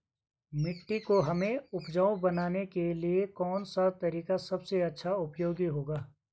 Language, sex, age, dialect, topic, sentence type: Hindi, male, 25-30, Garhwali, agriculture, question